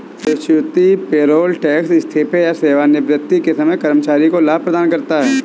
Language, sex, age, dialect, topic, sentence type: Hindi, male, 18-24, Awadhi Bundeli, banking, statement